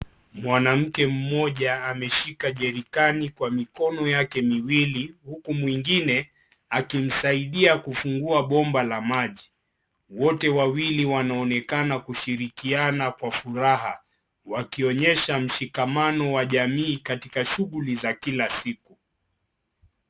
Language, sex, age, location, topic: Swahili, male, 25-35, Kisii, health